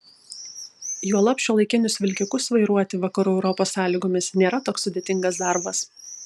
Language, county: Lithuanian, Kaunas